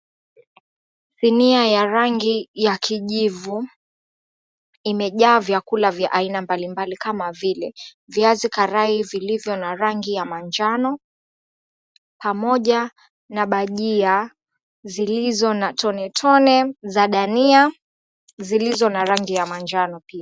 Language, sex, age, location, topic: Swahili, female, 25-35, Mombasa, agriculture